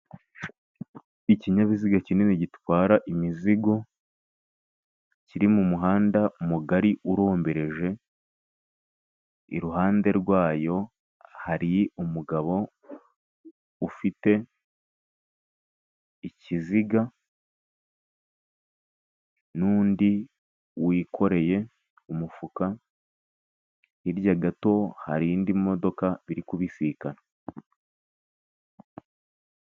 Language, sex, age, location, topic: Kinyarwanda, male, 18-24, Kigali, government